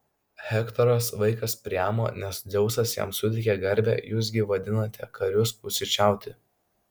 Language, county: Lithuanian, Kaunas